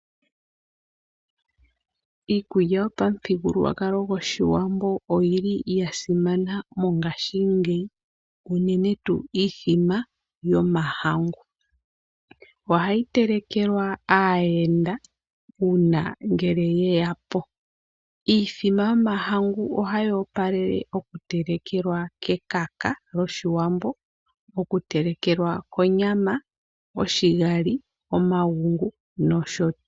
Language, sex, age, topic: Oshiwambo, female, 25-35, agriculture